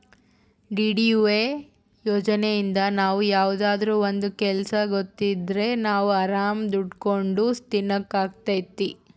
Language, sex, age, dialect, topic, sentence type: Kannada, female, 18-24, Central, banking, statement